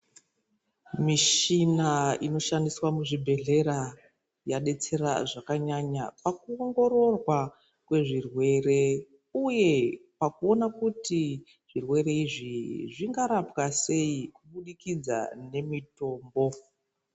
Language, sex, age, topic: Ndau, female, 36-49, health